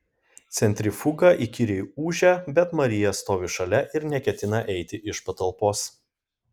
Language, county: Lithuanian, Kaunas